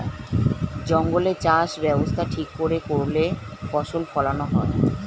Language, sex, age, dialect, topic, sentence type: Bengali, female, 36-40, Standard Colloquial, agriculture, statement